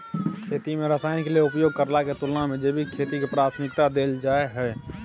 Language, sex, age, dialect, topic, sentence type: Maithili, male, 18-24, Bajjika, agriculture, statement